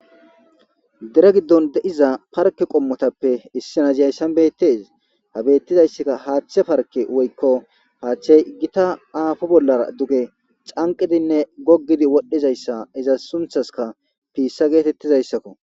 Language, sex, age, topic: Gamo, male, 25-35, government